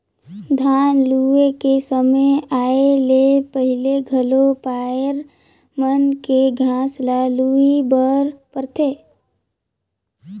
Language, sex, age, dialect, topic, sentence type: Chhattisgarhi, male, 18-24, Northern/Bhandar, agriculture, statement